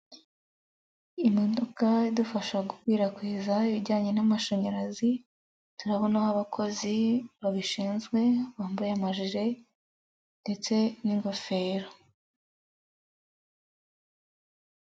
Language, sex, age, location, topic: Kinyarwanda, female, 25-35, Nyagatare, government